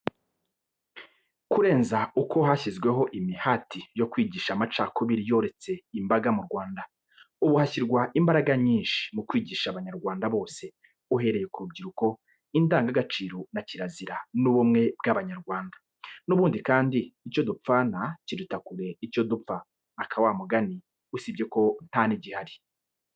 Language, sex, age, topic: Kinyarwanda, male, 25-35, education